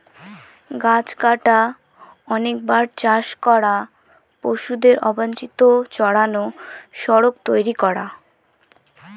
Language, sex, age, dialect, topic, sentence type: Bengali, male, 31-35, Northern/Varendri, agriculture, statement